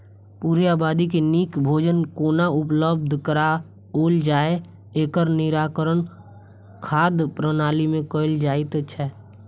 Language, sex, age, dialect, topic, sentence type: Maithili, female, 18-24, Southern/Standard, agriculture, statement